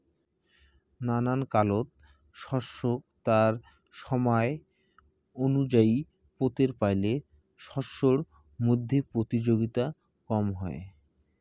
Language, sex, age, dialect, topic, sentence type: Bengali, male, 18-24, Rajbangshi, agriculture, statement